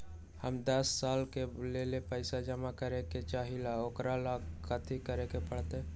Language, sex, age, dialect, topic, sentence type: Magahi, male, 18-24, Western, banking, question